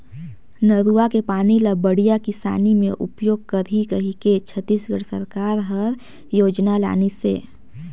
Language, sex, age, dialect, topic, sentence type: Chhattisgarhi, female, 18-24, Northern/Bhandar, agriculture, statement